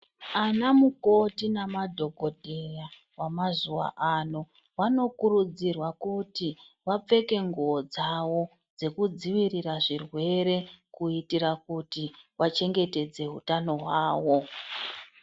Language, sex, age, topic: Ndau, female, 36-49, health